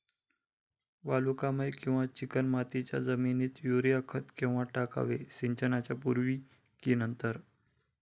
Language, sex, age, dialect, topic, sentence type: Marathi, male, 25-30, Standard Marathi, agriculture, question